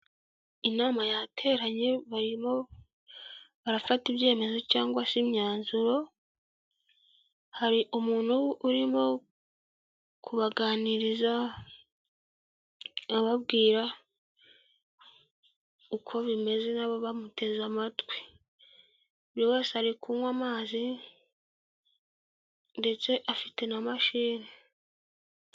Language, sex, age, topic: Kinyarwanda, female, 25-35, government